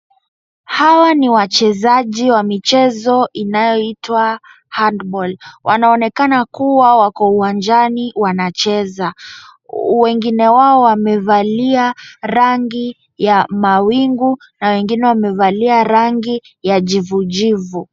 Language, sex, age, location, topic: Swahili, male, 18-24, Wajir, government